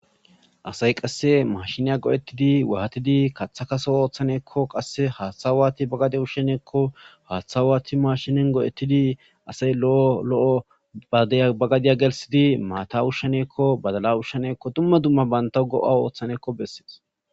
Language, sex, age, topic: Gamo, male, 18-24, agriculture